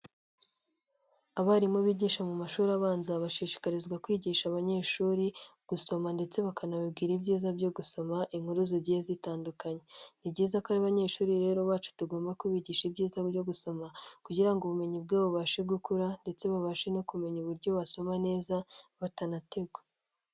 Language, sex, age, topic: Kinyarwanda, female, 18-24, education